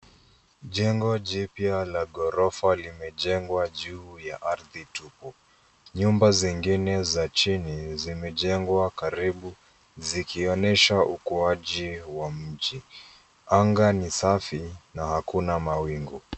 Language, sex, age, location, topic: Swahili, male, 25-35, Nairobi, finance